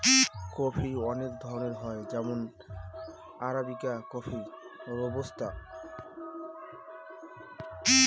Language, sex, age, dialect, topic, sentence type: Bengali, male, 25-30, Northern/Varendri, agriculture, statement